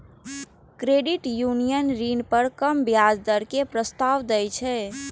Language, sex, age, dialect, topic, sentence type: Maithili, female, 18-24, Eastern / Thethi, banking, statement